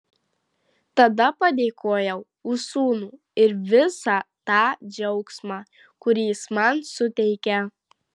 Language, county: Lithuanian, Marijampolė